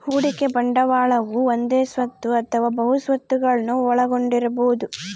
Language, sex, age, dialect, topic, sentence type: Kannada, female, 18-24, Central, banking, statement